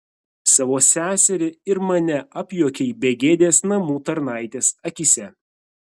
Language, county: Lithuanian, Vilnius